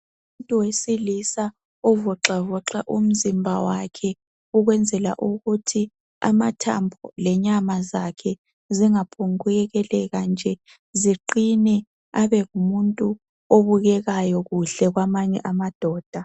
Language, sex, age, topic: North Ndebele, female, 25-35, health